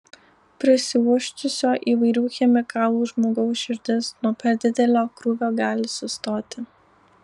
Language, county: Lithuanian, Alytus